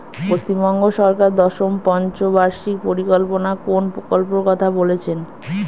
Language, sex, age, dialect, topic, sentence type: Bengali, female, 31-35, Standard Colloquial, agriculture, question